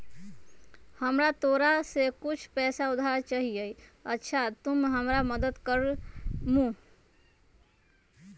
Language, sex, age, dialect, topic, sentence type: Magahi, female, 25-30, Western, banking, statement